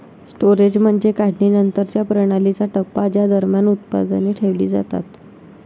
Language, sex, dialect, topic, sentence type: Marathi, female, Varhadi, agriculture, statement